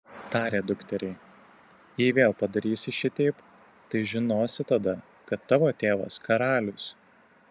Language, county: Lithuanian, Tauragė